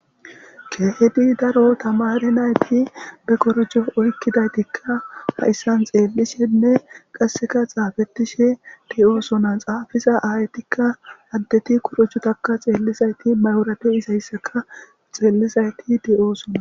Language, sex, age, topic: Gamo, male, 18-24, government